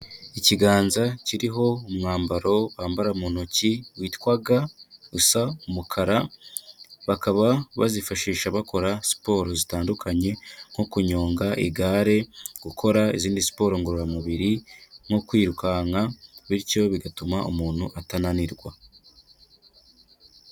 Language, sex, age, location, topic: Kinyarwanda, male, 25-35, Kigali, health